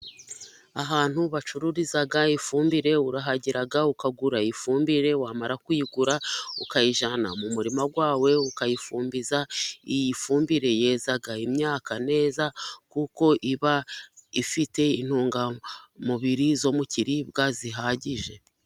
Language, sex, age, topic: Kinyarwanda, female, 36-49, agriculture